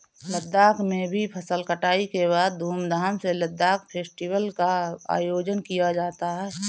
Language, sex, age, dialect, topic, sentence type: Hindi, female, 25-30, Awadhi Bundeli, agriculture, statement